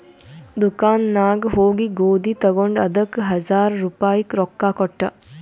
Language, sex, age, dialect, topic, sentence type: Kannada, female, 18-24, Northeastern, banking, statement